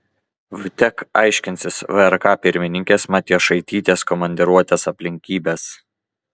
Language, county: Lithuanian, Klaipėda